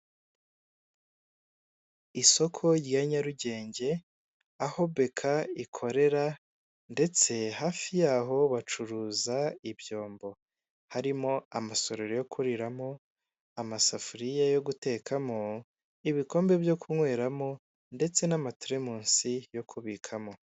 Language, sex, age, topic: Kinyarwanda, male, 18-24, finance